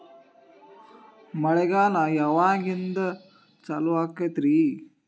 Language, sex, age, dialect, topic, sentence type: Kannada, male, 18-24, Dharwad Kannada, agriculture, question